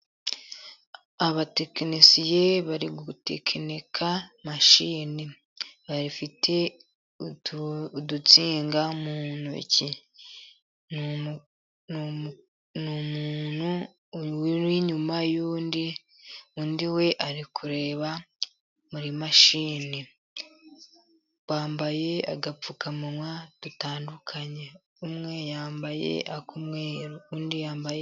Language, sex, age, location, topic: Kinyarwanda, female, 50+, Musanze, education